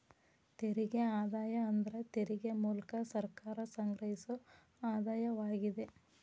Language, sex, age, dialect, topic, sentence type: Kannada, female, 36-40, Dharwad Kannada, banking, statement